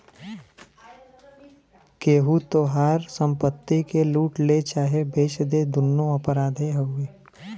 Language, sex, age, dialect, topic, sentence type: Bhojpuri, male, 18-24, Western, banking, statement